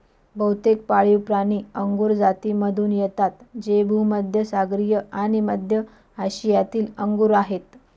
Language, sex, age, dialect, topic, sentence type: Marathi, female, 25-30, Northern Konkan, agriculture, statement